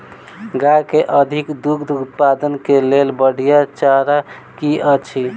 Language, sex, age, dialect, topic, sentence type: Maithili, male, 18-24, Southern/Standard, agriculture, question